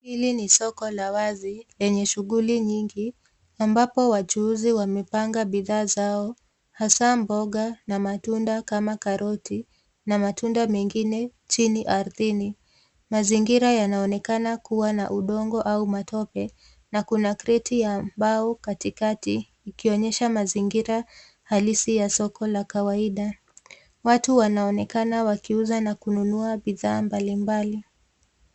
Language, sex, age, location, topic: Swahili, female, 18-24, Nairobi, finance